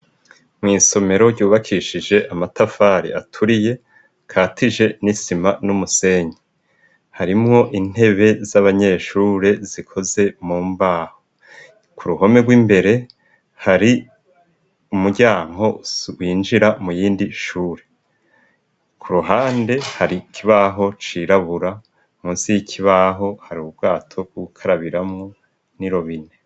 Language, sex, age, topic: Rundi, male, 50+, education